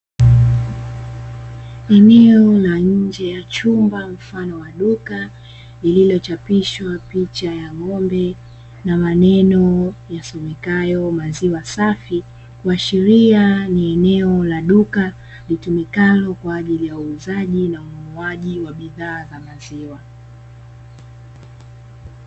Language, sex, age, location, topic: Swahili, female, 18-24, Dar es Salaam, finance